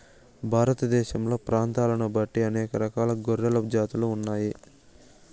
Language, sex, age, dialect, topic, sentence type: Telugu, male, 18-24, Southern, agriculture, statement